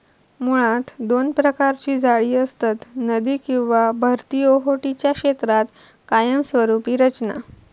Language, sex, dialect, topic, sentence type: Marathi, female, Southern Konkan, agriculture, statement